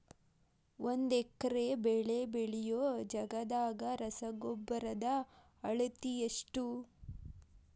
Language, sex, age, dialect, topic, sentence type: Kannada, female, 18-24, Dharwad Kannada, agriculture, question